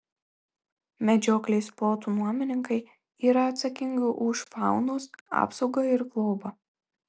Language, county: Lithuanian, Marijampolė